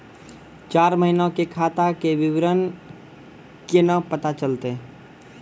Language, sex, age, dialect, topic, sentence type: Maithili, male, 41-45, Angika, banking, question